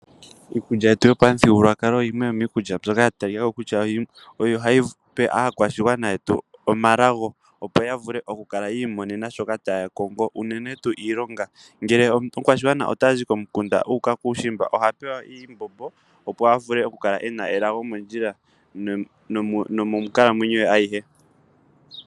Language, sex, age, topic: Oshiwambo, male, 25-35, agriculture